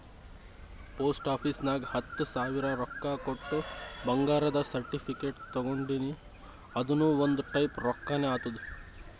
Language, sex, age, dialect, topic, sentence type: Kannada, male, 18-24, Northeastern, banking, statement